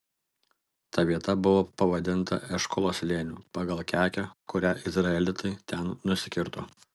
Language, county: Lithuanian, Alytus